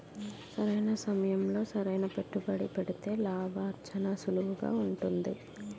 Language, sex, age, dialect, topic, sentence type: Telugu, female, 25-30, Utterandhra, banking, statement